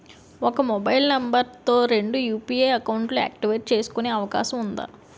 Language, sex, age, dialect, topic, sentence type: Telugu, female, 18-24, Utterandhra, banking, question